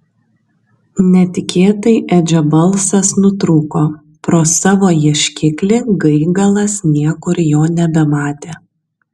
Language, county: Lithuanian, Kaunas